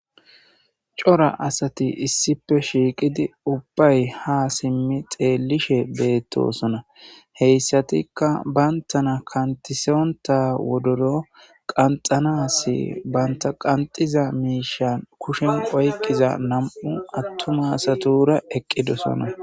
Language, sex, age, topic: Gamo, male, 25-35, government